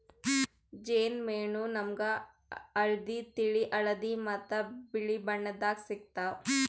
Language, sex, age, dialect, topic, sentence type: Kannada, female, 18-24, Northeastern, agriculture, statement